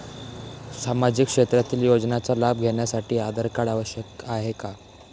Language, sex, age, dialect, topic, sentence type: Marathi, male, <18, Standard Marathi, banking, question